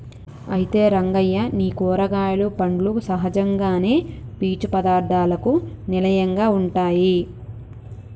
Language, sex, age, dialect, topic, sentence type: Telugu, female, 25-30, Telangana, agriculture, statement